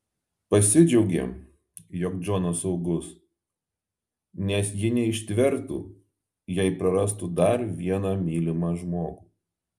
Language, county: Lithuanian, Alytus